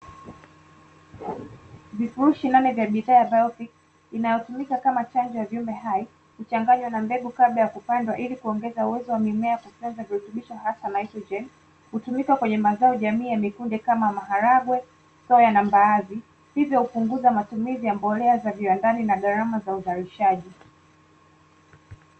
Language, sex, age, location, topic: Swahili, female, 25-35, Dar es Salaam, agriculture